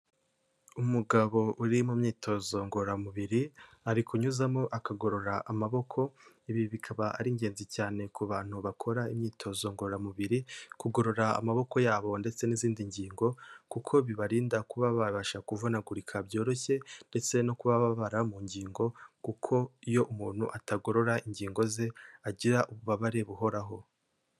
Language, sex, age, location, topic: Kinyarwanda, male, 18-24, Kigali, health